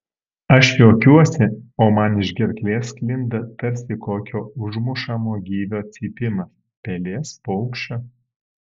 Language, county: Lithuanian, Alytus